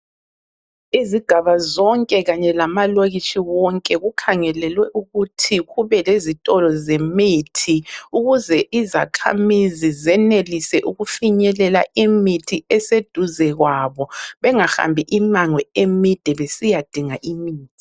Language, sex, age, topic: North Ndebele, female, 25-35, health